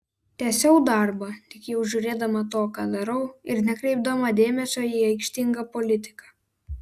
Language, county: Lithuanian, Vilnius